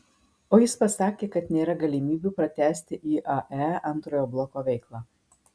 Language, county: Lithuanian, Marijampolė